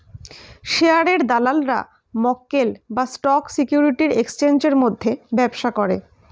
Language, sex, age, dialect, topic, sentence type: Bengali, female, 31-35, Standard Colloquial, banking, statement